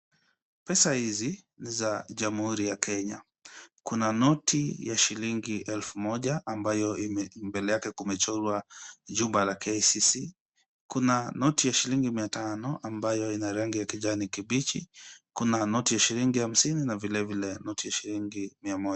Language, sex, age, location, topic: Swahili, male, 25-35, Kisumu, finance